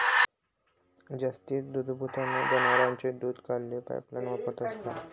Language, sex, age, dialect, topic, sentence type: Marathi, male, 18-24, Northern Konkan, agriculture, statement